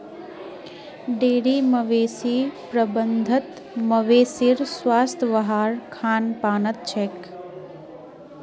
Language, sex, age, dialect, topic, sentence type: Magahi, female, 18-24, Northeastern/Surjapuri, agriculture, statement